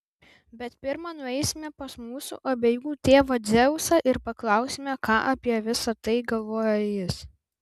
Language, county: Lithuanian, Vilnius